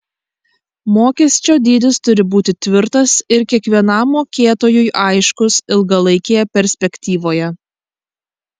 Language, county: Lithuanian, Kaunas